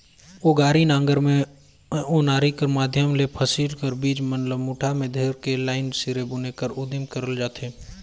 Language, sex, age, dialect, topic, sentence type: Chhattisgarhi, male, 25-30, Northern/Bhandar, agriculture, statement